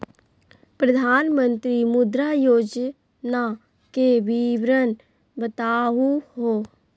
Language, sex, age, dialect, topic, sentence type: Magahi, female, 18-24, Southern, banking, question